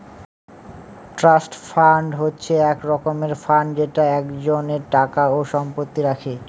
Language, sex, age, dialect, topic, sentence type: Bengali, male, 18-24, Northern/Varendri, banking, statement